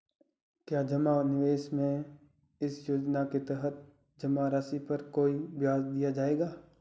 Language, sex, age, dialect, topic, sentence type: Hindi, male, 18-24, Marwari Dhudhari, banking, question